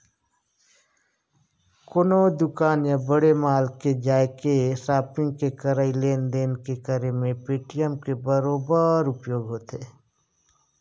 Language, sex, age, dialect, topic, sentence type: Chhattisgarhi, male, 46-50, Northern/Bhandar, banking, statement